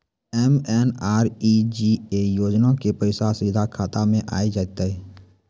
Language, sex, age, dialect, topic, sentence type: Maithili, male, 18-24, Angika, banking, question